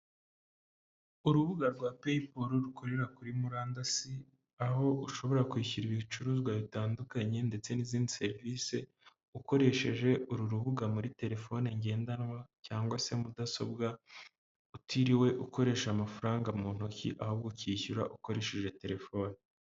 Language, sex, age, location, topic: Kinyarwanda, male, 18-24, Huye, finance